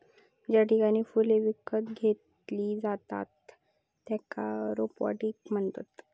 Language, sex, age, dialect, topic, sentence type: Marathi, female, 31-35, Southern Konkan, agriculture, statement